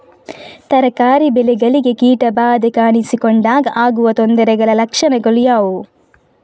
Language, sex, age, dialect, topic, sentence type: Kannada, female, 36-40, Coastal/Dakshin, agriculture, question